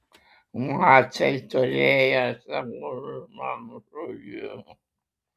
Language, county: Lithuanian, Kaunas